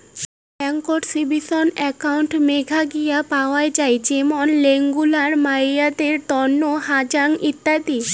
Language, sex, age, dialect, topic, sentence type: Bengali, female, <18, Rajbangshi, banking, statement